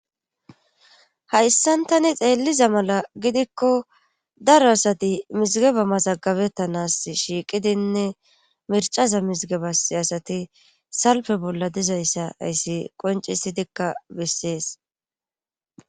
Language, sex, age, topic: Gamo, female, 25-35, government